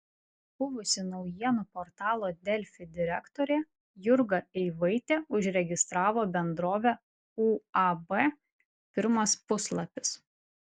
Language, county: Lithuanian, Vilnius